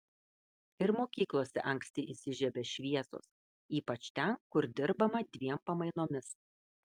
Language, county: Lithuanian, Kaunas